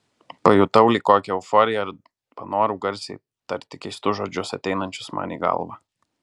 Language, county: Lithuanian, Alytus